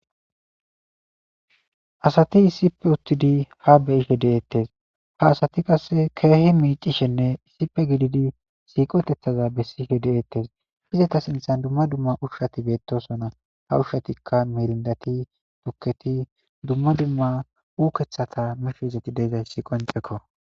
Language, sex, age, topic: Gamo, male, 18-24, government